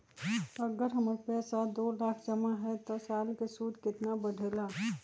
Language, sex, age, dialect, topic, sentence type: Magahi, female, 31-35, Western, banking, question